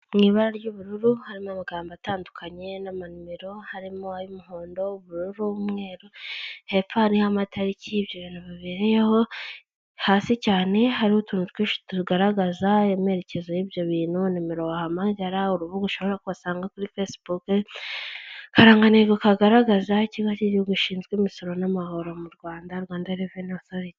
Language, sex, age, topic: Kinyarwanda, female, 25-35, government